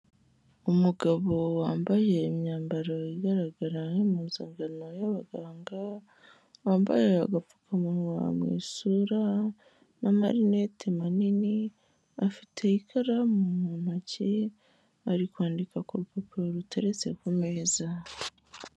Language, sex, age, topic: Kinyarwanda, female, 18-24, health